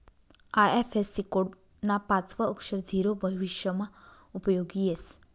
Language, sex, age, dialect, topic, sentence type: Marathi, female, 46-50, Northern Konkan, banking, statement